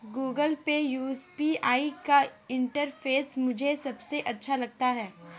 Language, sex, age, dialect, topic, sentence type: Hindi, female, 18-24, Kanauji Braj Bhasha, banking, statement